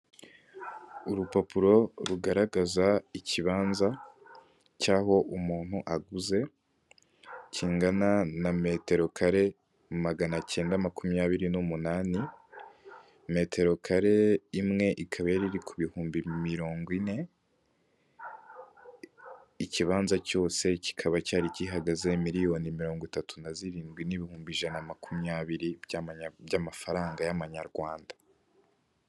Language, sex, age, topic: Kinyarwanda, male, 18-24, finance